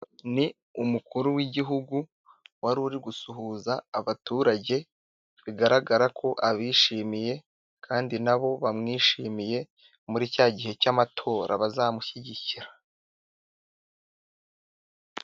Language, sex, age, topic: Kinyarwanda, male, 18-24, government